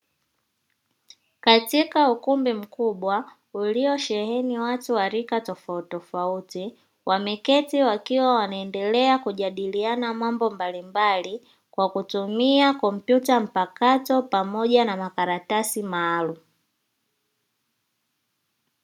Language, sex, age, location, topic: Swahili, female, 18-24, Dar es Salaam, education